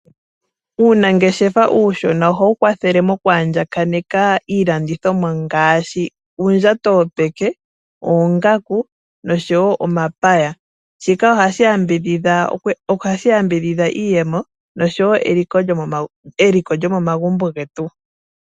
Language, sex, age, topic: Oshiwambo, female, 18-24, finance